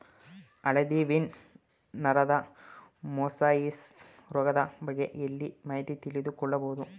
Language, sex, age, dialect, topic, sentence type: Kannada, male, 18-24, Mysore Kannada, agriculture, question